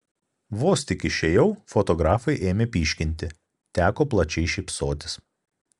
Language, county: Lithuanian, Kaunas